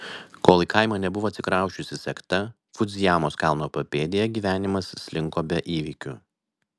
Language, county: Lithuanian, Vilnius